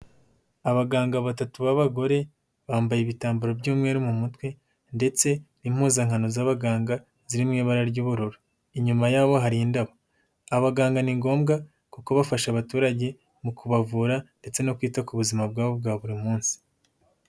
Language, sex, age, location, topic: Kinyarwanda, male, 18-24, Huye, health